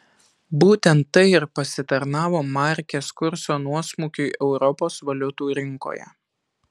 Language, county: Lithuanian, Alytus